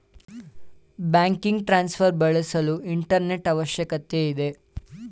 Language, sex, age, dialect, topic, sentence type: Kannada, male, 18-24, Mysore Kannada, banking, statement